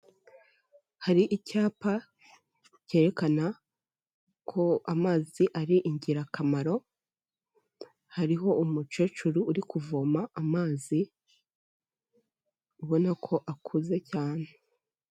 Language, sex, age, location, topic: Kinyarwanda, male, 25-35, Kigali, health